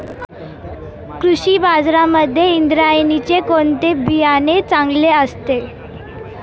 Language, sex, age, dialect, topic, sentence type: Marathi, female, 18-24, Standard Marathi, agriculture, question